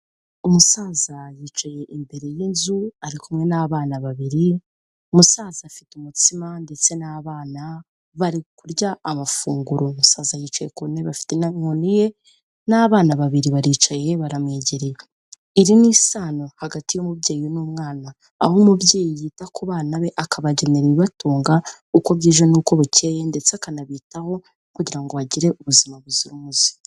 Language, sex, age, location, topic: Kinyarwanda, female, 18-24, Kigali, health